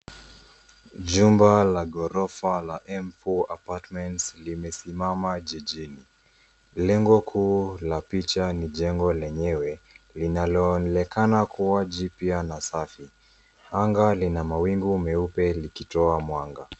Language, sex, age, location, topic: Swahili, female, 18-24, Nairobi, finance